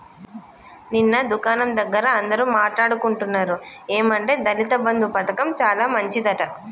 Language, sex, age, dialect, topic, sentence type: Telugu, female, 36-40, Telangana, banking, statement